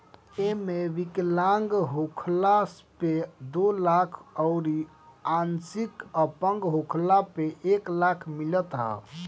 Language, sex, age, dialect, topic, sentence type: Bhojpuri, male, 18-24, Northern, banking, statement